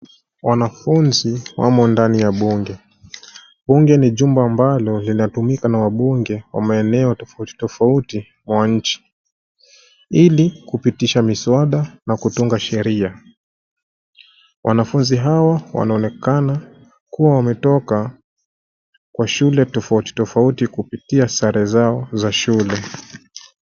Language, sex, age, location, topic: Swahili, male, 25-35, Nairobi, education